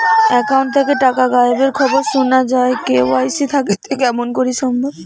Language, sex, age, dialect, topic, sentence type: Bengali, female, 18-24, Rajbangshi, banking, question